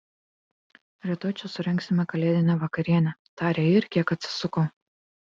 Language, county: Lithuanian, Kaunas